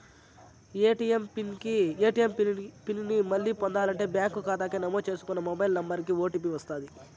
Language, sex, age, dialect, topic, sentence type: Telugu, male, 41-45, Southern, banking, statement